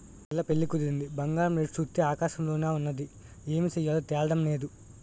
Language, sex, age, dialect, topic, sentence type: Telugu, male, 18-24, Utterandhra, banking, statement